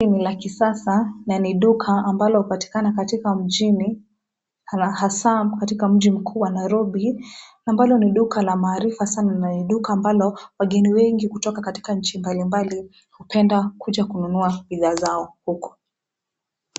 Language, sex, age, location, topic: Swahili, female, 18-24, Nairobi, finance